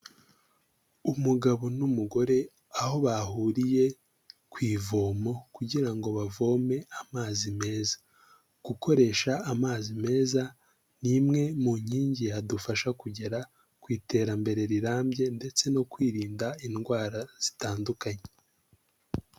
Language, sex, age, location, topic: Kinyarwanda, male, 18-24, Huye, health